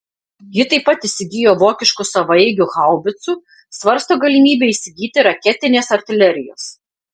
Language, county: Lithuanian, Panevėžys